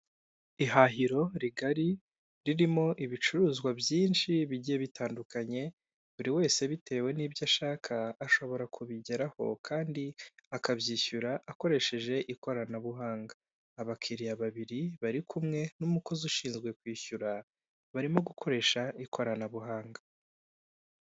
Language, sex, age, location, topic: Kinyarwanda, male, 25-35, Kigali, finance